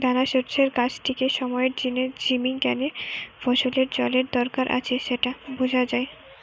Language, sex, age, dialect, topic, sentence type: Bengali, female, 18-24, Western, agriculture, statement